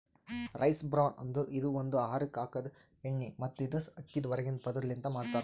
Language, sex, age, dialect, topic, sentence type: Kannada, male, 18-24, Northeastern, agriculture, statement